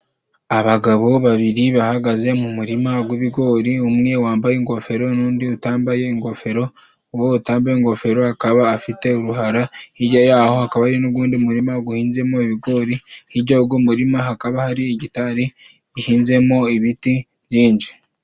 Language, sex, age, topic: Kinyarwanda, male, 25-35, agriculture